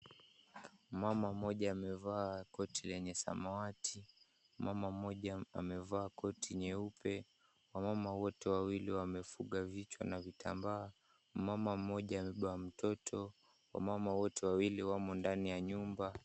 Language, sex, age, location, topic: Swahili, male, 18-24, Kisumu, health